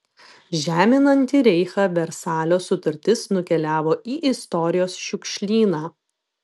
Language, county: Lithuanian, Vilnius